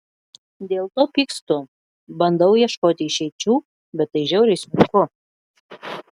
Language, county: Lithuanian, Klaipėda